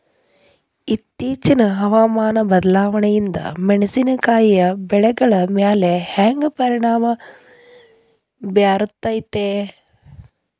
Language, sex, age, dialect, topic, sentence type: Kannada, female, 31-35, Dharwad Kannada, agriculture, question